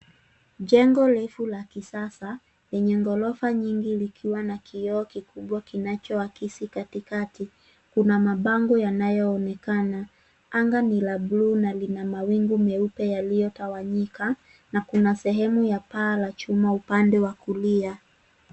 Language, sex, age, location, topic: Swahili, female, 18-24, Nairobi, finance